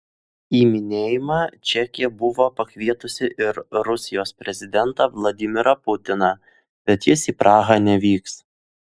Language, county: Lithuanian, Utena